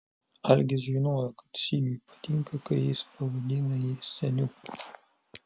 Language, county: Lithuanian, Vilnius